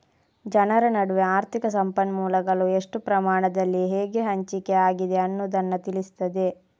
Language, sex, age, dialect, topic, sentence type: Kannada, female, 46-50, Coastal/Dakshin, banking, statement